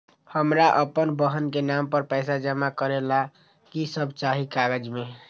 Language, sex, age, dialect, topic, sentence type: Magahi, male, 25-30, Western, banking, question